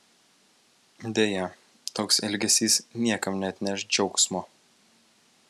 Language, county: Lithuanian, Vilnius